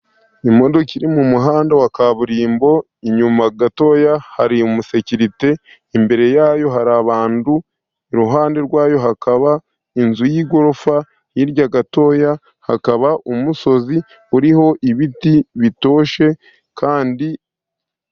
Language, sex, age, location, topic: Kinyarwanda, male, 50+, Musanze, finance